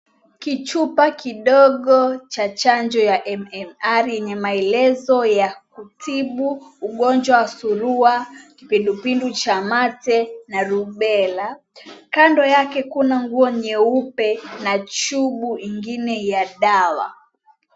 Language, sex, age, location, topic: Swahili, female, 18-24, Mombasa, health